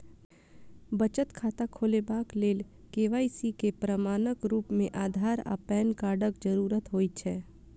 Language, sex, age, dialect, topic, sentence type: Maithili, female, 25-30, Southern/Standard, banking, statement